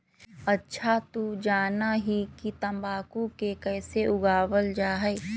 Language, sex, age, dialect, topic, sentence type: Magahi, female, 31-35, Western, agriculture, statement